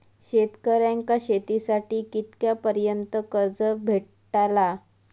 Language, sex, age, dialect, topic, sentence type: Marathi, female, 25-30, Southern Konkan, agriculture, question